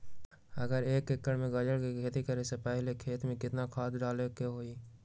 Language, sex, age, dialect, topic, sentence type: Magahi, male, 18-24, Western, agriculture, question